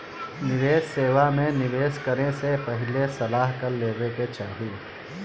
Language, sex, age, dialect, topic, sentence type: Bhojpuri, male, 25-30, Northern, banking, statement